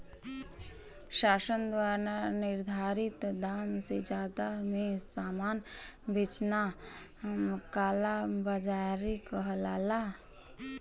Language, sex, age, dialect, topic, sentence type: Bhojpuri, female, 25-30, Western, banking, statement